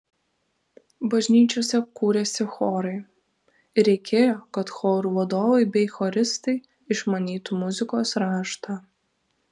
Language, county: Lithuanian, Vilnius